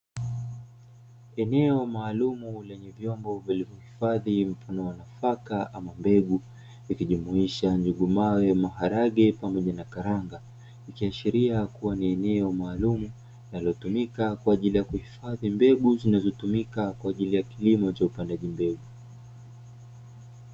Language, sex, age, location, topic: Swahili, male, 25-35, Dar es Salaam, agriculture